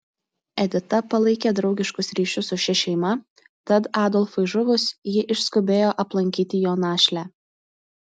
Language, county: Lithuanian, Utena